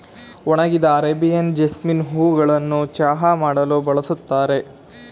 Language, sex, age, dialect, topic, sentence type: Kannada, male, 18-24, Mysore Kannada, agriculture, statement